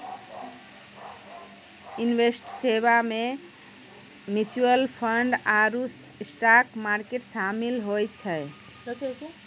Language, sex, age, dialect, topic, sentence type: Maithili, female, 60-100, Angika, banking, statement